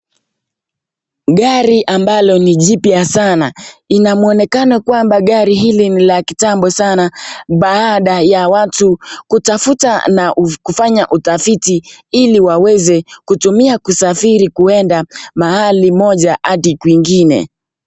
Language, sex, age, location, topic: Swahili, male, 25-35, Nakuru, finance